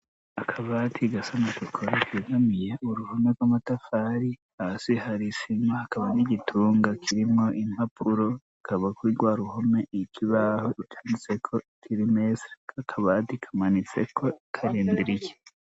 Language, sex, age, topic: Rundi, male, 25-35, education